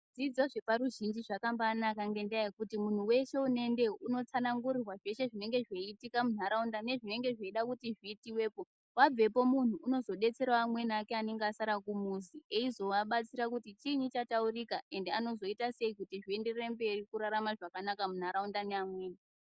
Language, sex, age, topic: Ndau, female, 18-24, health